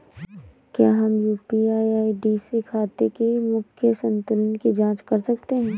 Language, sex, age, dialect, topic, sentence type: Hindi, female, 18-24, Awadhi Bundeli, banking, question